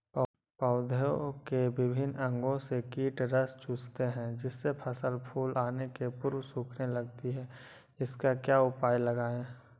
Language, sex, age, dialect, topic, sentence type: Magahi, male, 18-24, Western, agriculture, question